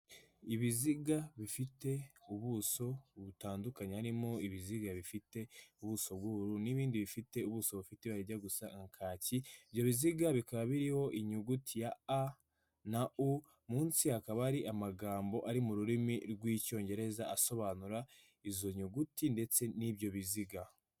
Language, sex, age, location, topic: Kinyarwanda, male, 18-24, Nyagatare, education